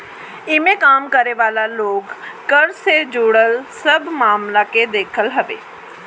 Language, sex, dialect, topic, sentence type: Bhojpuri, female, Northern, banking, statement